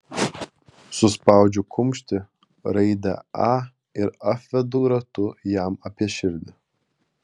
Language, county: Lithuanian, Kaunas